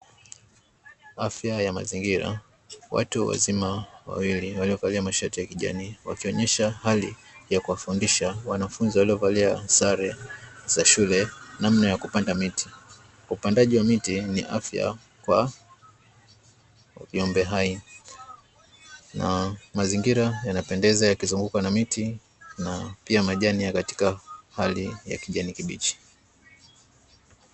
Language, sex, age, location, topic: Swahili, male, 25-35, Dar es Salaam, health